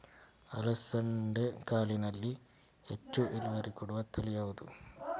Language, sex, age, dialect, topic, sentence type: Kannada, male, 41-45, Coastal/Dakshin, agriculture, question